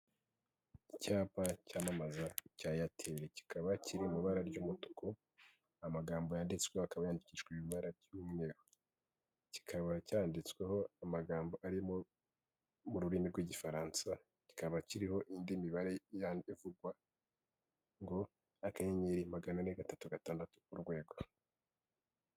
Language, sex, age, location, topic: Kinyarwanda, male, 25-35, Kigali, finance